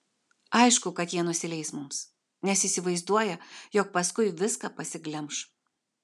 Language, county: Lithuanian, Vilnius